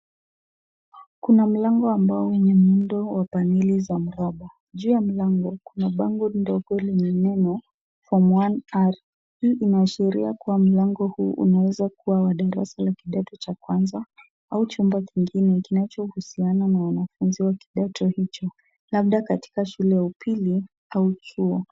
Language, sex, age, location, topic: Swahili, female, 36-49, Kisumu, education